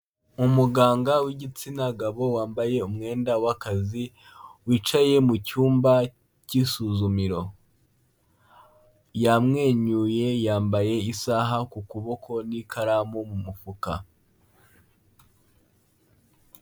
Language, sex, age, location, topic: Kinyarwanda, male, 18-24, Kigali, health